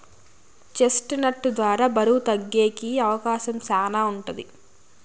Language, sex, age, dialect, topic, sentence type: Telugu, female, 25-30, Southern, agriculture, statement